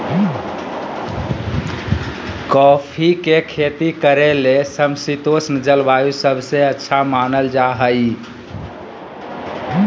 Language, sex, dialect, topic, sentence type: Magahi, male, Southern, agriculture, statement